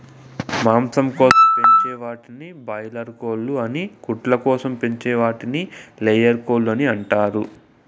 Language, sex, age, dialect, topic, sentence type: Telugu, male, 18-24, Southern, agriculture, statement